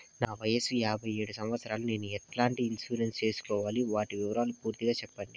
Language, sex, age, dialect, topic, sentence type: Telugu, male, 18-24, Southern, banking, question